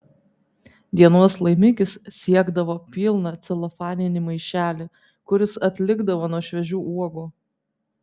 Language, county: Lithuanian, Vilnius